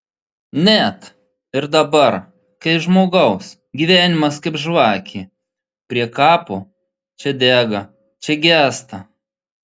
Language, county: Lithuanian, Marijampolė